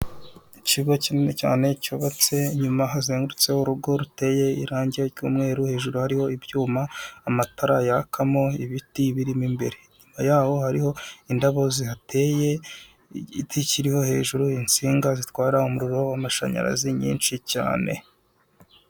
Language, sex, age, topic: Kinyarwanda, male, 25-35, government